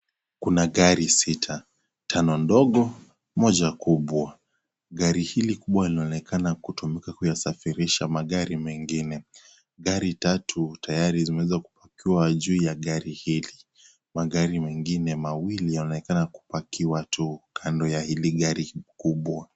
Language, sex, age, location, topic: Swahili, male, 18-24, Kisii, finance